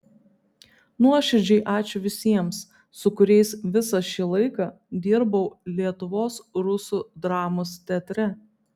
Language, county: Lithuanian, Vilnius